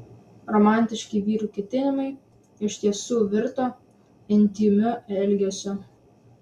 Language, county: Lithuanian, Vilnius